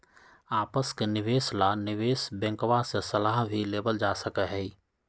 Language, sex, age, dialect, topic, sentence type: Magahi, male, 60-100, Western, banking, statement